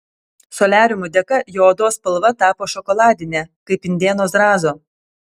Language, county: Lithuanian, Telšiai